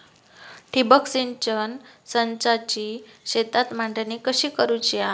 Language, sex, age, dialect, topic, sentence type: Marathi, female, 18-24, Southern Konkan, agriculture, question